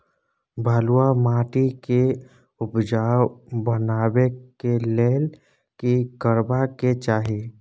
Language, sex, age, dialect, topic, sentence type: Maithili, male, 18-24, Bajjika, agriculture, question